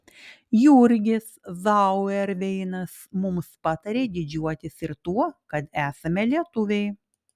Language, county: Lithuanian, Klaipėda